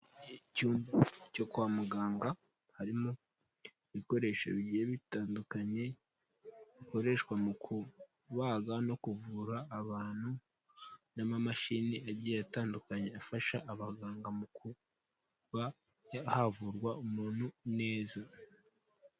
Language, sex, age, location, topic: Kinyarwanda, male, 18-24, Kigali, health